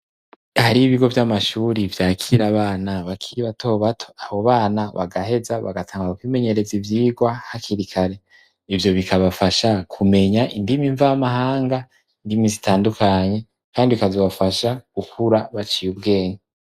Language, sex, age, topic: Rundi, male, 18-24, education